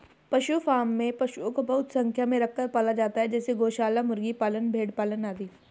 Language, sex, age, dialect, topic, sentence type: Hindi, female, 18-24, Hindustani Malvi Khadi Boli, agriculture, statement